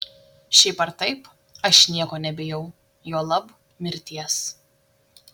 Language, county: Lithuanian, Šiauliai